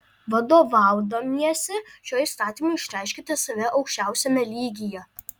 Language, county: Lithuanian, Alytus